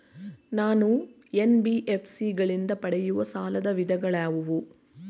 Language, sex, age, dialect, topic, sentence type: Kannada, female, 41-45, Mysore Kannada, banking, question